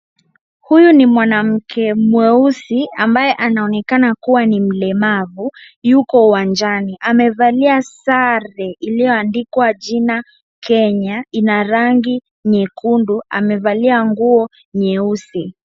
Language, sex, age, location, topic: Swahili, male, 18-24, Wajir, education